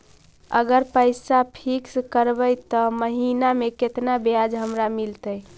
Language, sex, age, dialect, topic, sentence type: Magahi, female, 18-24, Central/Standard, banking, question